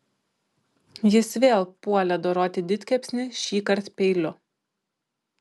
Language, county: Lithuanian, Klaipėda